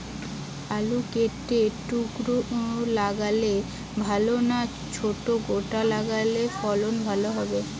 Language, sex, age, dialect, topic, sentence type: Bengali, female, 18-24, Western, agriculture, question